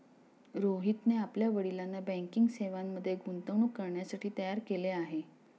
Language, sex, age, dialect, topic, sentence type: Marathi, female, 41-45, Standard Marathi, banking, statement